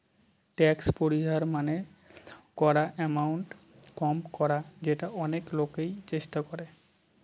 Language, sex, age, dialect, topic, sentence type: Bengali, male, 18-24, Northern/Varendri, banking, statement